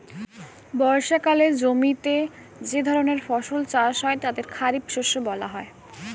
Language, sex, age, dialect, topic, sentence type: Bengali, female, 18-24, Standard Colloquial, agriculture, statement